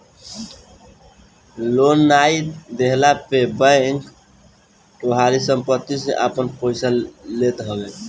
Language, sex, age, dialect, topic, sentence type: Bhojpuri, male, 18-24, Northern, banking, statement